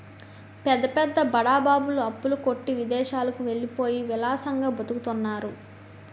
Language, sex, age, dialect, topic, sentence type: Telugu, female, 18-24, Utterandhra, banking, statement